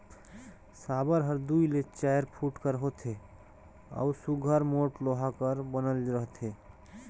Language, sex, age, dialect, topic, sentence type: Chhattisgarhi, male, 31-35, Northern/Bhandar, agriculture, statement